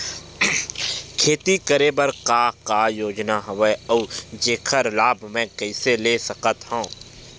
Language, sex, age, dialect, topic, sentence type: Chhattisgarhi, male, 18-24, Western/Budati/Khatahi, banking, question